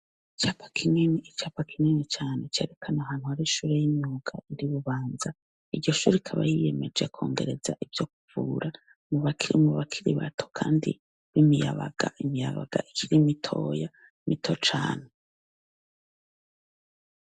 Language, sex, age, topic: Rundi, female, 36-49, education